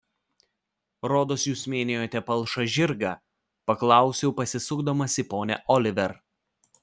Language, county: Lithuanian, Vilnius